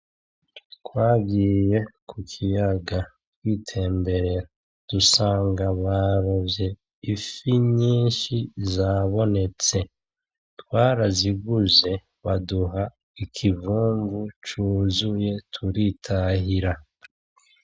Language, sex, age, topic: Rundi, male, 36-49, agriculture